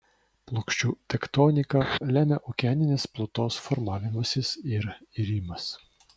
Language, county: Lithuanian, Vilnius